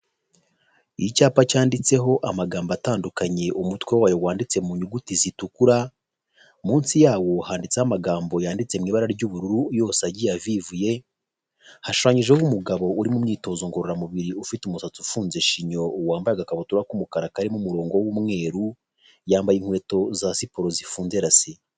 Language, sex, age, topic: Kinyarwanda, male, 25-35, health